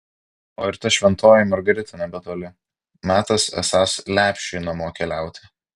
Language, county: Lithuanian, Vilnius